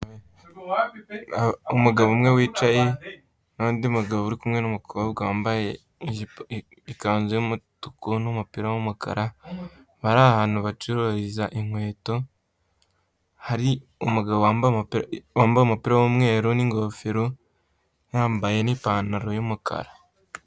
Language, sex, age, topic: Kinyarwanda, male, 18-24, finance